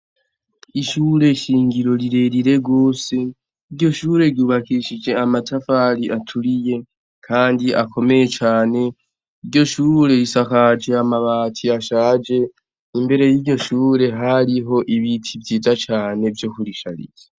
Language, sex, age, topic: Rundi, male, 18-24, education